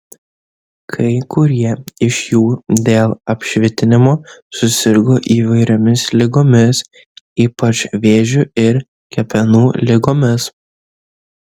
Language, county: Lithuanian, Kaunas